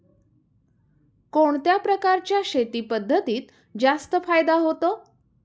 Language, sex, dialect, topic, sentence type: Marathi, female, Standard Marathi, agriculture, question